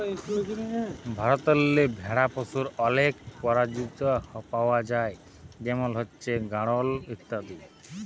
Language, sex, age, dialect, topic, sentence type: Bengali, male, 25-30, Jharkhandi, agriculture, statement